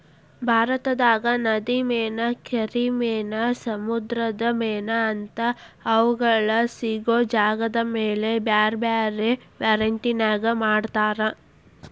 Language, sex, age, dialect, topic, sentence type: Kannada, female, 18-24, Dharwad Kannada, agriculture, statement